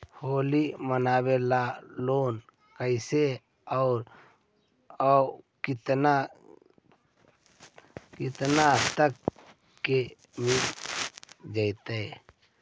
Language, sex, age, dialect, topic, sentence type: Magahi, male, 41-45, Central/Standard, banking, question